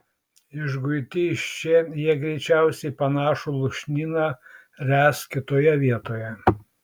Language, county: Lithuanian, Šiauliai